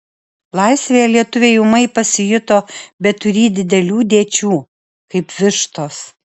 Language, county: Lithuanian, Alytus